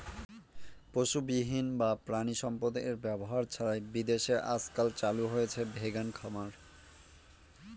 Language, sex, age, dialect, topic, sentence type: Bengali, male, 25-30, Northern/Varendri, agriculture, statement